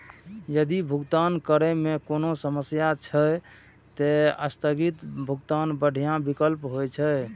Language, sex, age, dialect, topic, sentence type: Maithili, male, 31-35, Eastern / Thethi, banking, statement